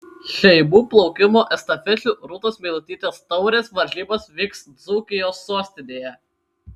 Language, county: Lithuanian, Kaunas